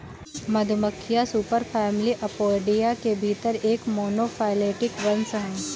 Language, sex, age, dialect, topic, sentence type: Hindi, female, 18-24, Awadhi Bundeli, agriculture, statement